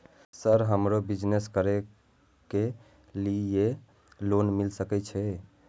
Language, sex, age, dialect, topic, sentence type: Maithili, male, 18-24, Eastern / Thethi, banking, question